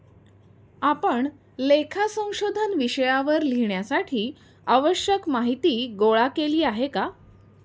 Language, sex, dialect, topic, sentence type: Marathi, female, Standard Marathi, banking, statement